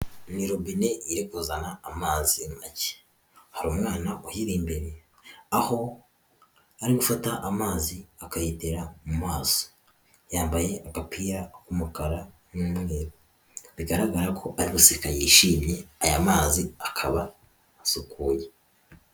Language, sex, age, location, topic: Kinyarwanda, male, 18-24, Huye, health